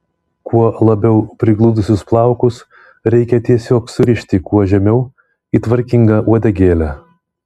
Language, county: Lithuanian, Vilnius